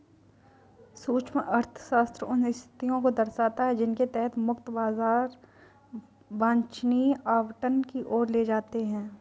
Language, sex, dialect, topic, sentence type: Hindi, female, Kanauji Braj Bhasha, banking, statement